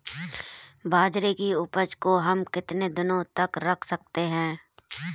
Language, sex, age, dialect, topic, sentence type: Hindi, female, 25-30, Marwari Dhudhari, agriculture, question